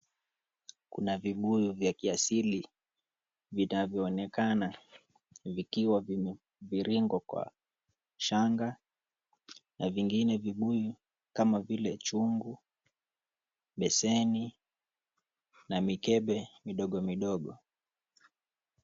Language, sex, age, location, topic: Swahili, male, 25-35, Mombasa, health